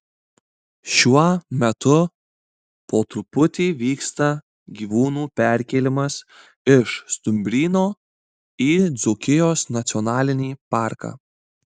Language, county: Lithuanian, Marijampolė